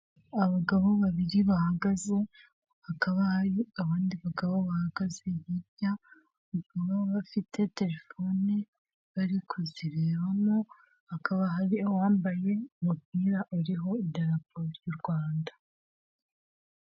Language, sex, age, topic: Kinyarwanda, female, 18-24, finance